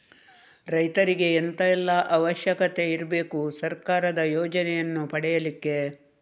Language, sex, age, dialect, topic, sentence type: Kannada, female, 36-40, Coastal/Dakshin, banking, question